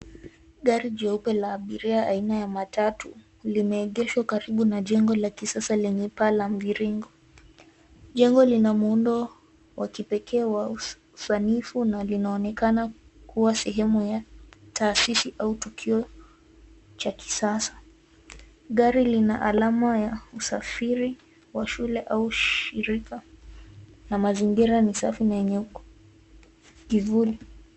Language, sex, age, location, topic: Swahili, female, 18-24, Nairobi, finance